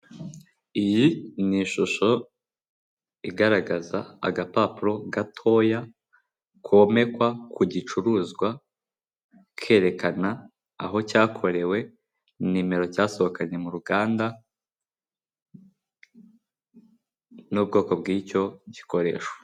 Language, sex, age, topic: Kinyarwanda, male, 18-24, government